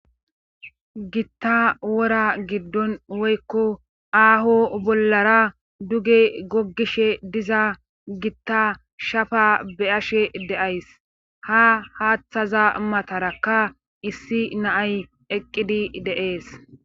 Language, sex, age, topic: Gamo, female, 25-35, government